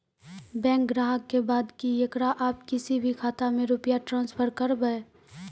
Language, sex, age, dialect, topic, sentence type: Maithili, female, 18-24, Angika, banking, question